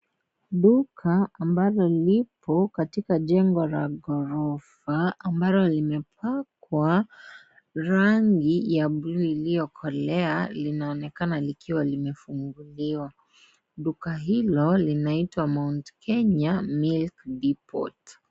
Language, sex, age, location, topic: Swahili, female, 18-24, Kisii, finance